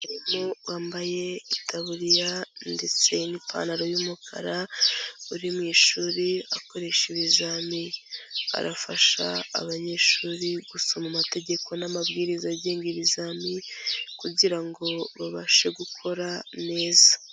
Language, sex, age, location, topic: Kinyarwanda, female, 18-24, Kigali, education